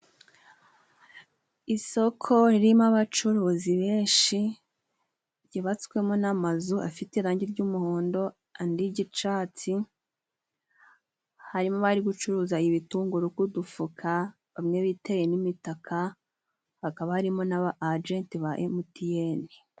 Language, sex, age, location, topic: Kinyarwanda, female, 18-24, Musanze, finance